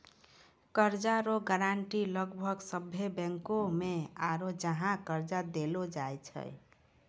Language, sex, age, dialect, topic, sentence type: Maithili, female, 60-100, Angika, banking, statement